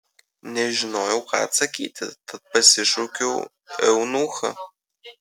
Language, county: Lithuanian, Kaunas